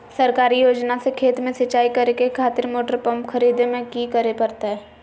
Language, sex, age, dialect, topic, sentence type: Magahi, female, 56-60, Southern, agriculture, question